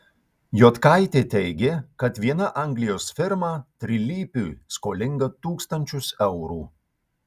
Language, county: Lithuanian, Kaunas